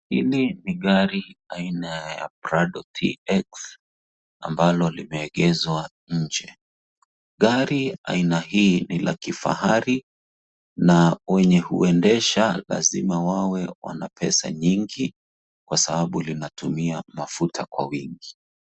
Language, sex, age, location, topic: Swahili, male, 36-49, Nairobi, finance